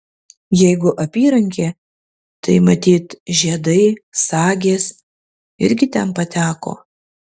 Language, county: Lithuanian, Kaunas